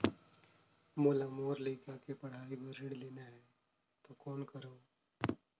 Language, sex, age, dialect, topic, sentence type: Chhattisgarhi, male, 18-24, Northern/Bhandar, banking, question